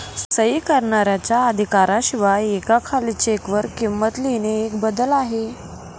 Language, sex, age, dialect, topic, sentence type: Marathi, female, 18-24, Northern Konkan, banking, statement